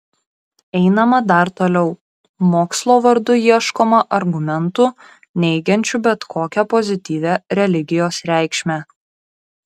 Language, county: Lithuanian, Kaunas